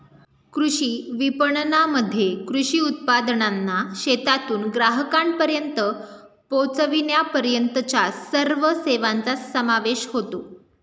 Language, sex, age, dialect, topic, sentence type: Marathi, female, 18-24, Standard Marathi, agriculture, statement